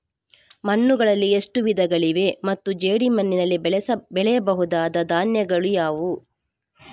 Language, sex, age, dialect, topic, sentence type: Kannada, female, 41-45, Coastal/Dakshin, agriculture, question